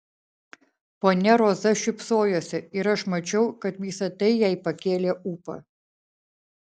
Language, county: Lithuanian, Vilnius